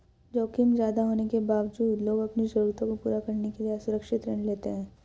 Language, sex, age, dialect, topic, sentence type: Hindi, female, 56-60, Hindustani Malvi Khadi Boli, banking, statement